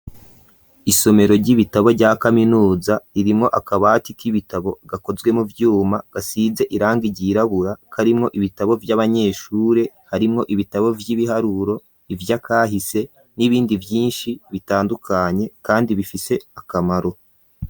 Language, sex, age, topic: Rundi, male, 25-35, education